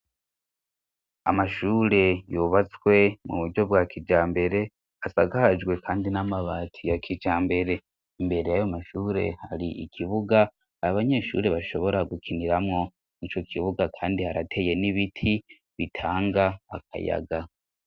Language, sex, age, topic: Rundi, male, 18-24, education